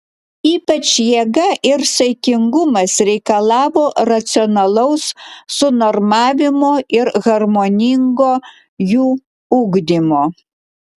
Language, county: Lithuanian, Klaipėda